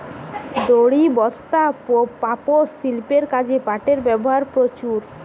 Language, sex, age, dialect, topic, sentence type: Bengali, female, 18-24, Western, agriculture, statement